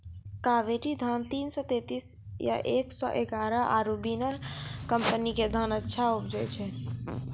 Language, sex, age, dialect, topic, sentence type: Maithili, female, 31-35, Angika, agriculture, question